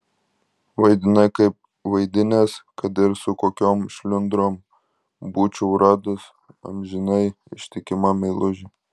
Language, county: Lithuanian, Klaipėda